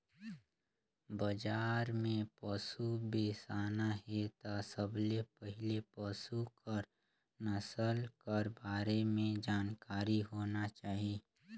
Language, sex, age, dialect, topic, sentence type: Chhattisgarhi, male, 25-30, Northern/Bhandar, agriculture, statement